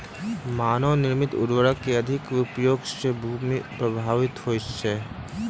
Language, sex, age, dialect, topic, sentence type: Maithili, male, 36-40, Southern/Standard, agriculture, statement